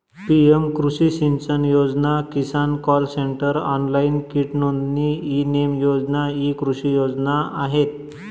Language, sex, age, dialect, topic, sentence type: Marathi, male, 25-30, Northern Konkan, agriculture, statement